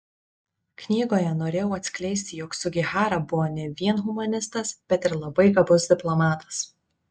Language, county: Lithuanian, Vilnius